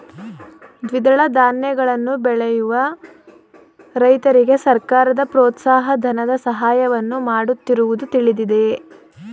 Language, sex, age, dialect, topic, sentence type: Kannada, female, 18-24, Mysore Kannada, agriculture, question